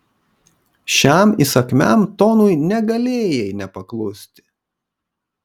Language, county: Lithuanian, Kaunas